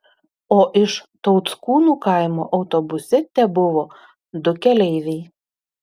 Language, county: Lithuanian, Utena